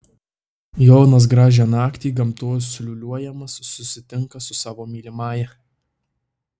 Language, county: Lithuanian, Tauragė